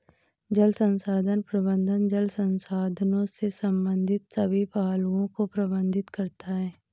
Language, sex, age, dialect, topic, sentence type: Hindi, female, 18-24, Awadhi Bundeli, agriculture, statement